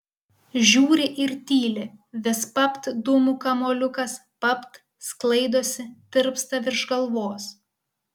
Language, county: Lithuanian, Kaunas